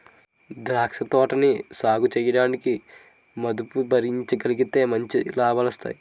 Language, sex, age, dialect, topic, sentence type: Telugu, male, 18-24, Utterandhra, agriculture, statement